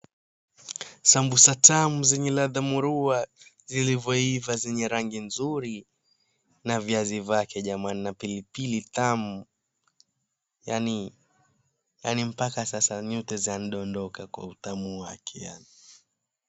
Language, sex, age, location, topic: Swahili, male, 18-24, Mombasa, agriculture